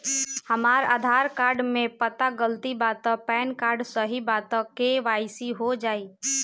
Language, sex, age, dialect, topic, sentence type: Bhojpuri, female, 18-24, Southern / Standard, banking, question